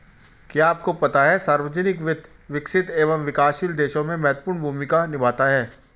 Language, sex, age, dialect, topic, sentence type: Hindi, female, 36-40, Hindustani Malvi Khadi Boli, banking, statement